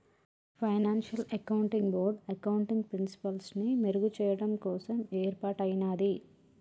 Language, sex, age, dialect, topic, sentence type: Telugu, male, 36-40, Telangana, banking, statement